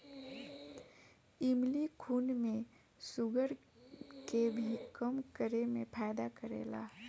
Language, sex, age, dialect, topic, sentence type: Bhojpuri, female, 25-30, Northern, agriculture, statement